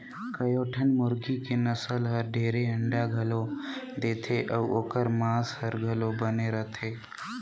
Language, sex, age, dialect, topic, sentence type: Chhattisgarhi, male, 18-24, Northern/Bhandar, agriculture, statement